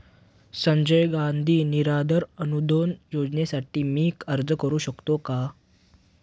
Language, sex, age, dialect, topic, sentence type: Marathi, male, 18-24, Standard Marathi, banking, question